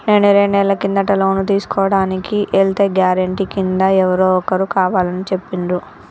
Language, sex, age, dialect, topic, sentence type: Telugu, male, 25-30, Telangana, banking, statement